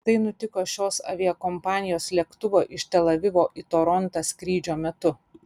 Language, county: Lithuanian, Panevėžys